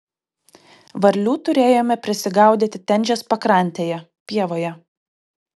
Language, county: Lithuanian, Kaunas